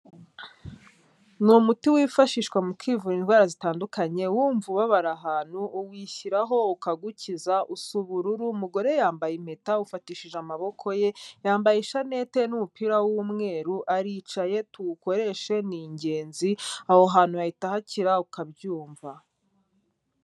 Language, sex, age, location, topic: Kinyarwanda, female, 25-35, Kigali, health